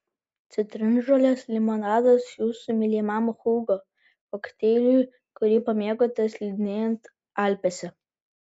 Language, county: Lithuanian, Vilnius